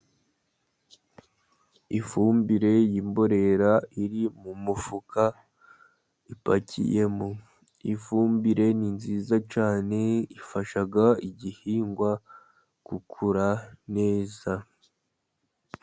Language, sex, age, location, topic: Kinyarwanda, male, 50+, Musanze, agriculture